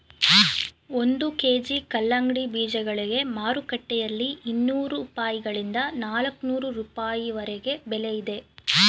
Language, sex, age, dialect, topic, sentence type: Kannada, female, 18-24, Mysore Kannada, agriculture, statement